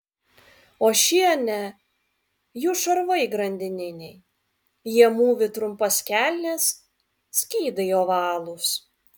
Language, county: Lithuanian, Vilnius